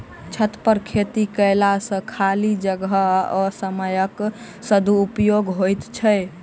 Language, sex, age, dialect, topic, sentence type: Maithili, male, 25-30, Southern/Standard, agriculture, statement